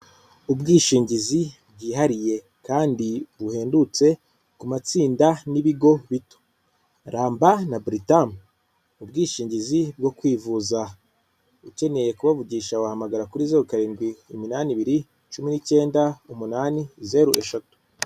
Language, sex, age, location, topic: Kinyarwanda, female, 36-49, Kigali, finance